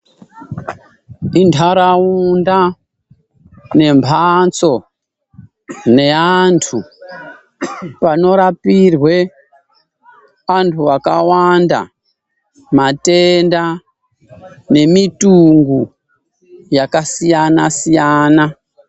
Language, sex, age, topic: Ndau, male, 36-49, health